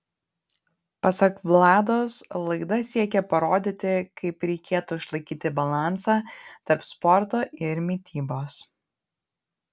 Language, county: Lithuanian, Panevėžys